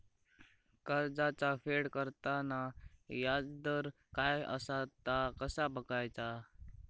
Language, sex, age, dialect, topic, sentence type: Marathi, male, 18-24, Southern Konkan, banking, question